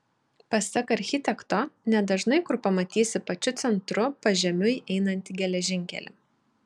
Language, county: Lithuanian, Šiauliai